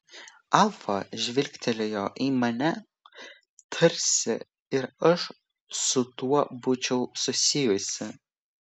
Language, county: Lithuanian, Vilnius